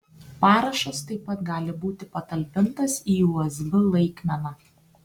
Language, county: Lithuanian, Tauragė